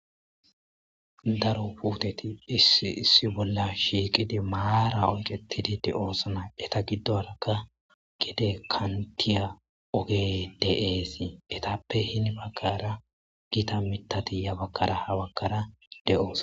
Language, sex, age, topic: Gamo, male, 25-35, agriculture